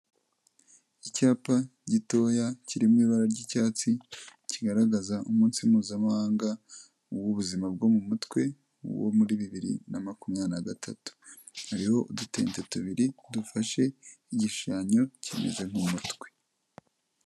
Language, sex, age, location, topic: Kinyarwanda, male, 25-35, Kigali, health